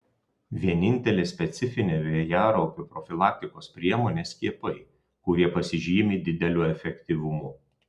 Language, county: Lithuanian, Telšiai